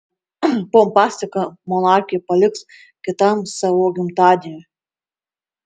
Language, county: Lithuanian, Marijampolė